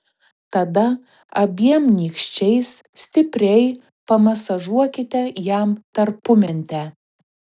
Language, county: Lithuanian, Telšiai